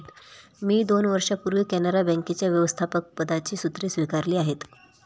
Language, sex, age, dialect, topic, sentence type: Marathi, female, 31-35, Standard Marathi, banking, statement